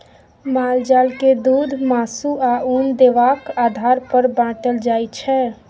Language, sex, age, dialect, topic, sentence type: Maithili, female, 60-100, Bajjika, agriculture, statement